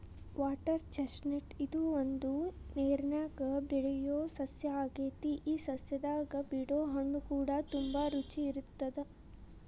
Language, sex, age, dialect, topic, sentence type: Kannada, female, 18-24, Dharwad Kannada, agriculture, statement